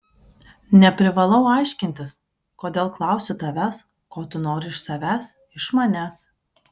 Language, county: Lithuanian, Kaunas